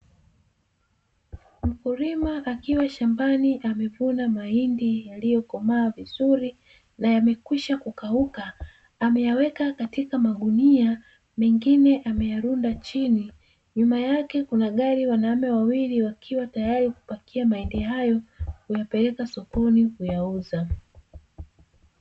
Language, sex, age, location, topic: Swahili, female, 25-35, Dar es Salaam, agriculture